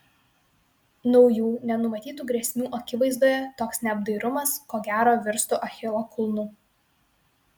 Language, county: Lithuanian, Vilnius